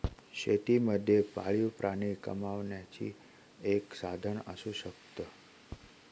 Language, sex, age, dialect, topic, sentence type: Marathi, male, 36-40, Northern Konkan, agriculture, statement